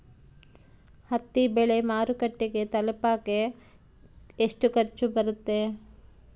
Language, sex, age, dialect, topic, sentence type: Kannada, female, 36-40, Central, agriculture, question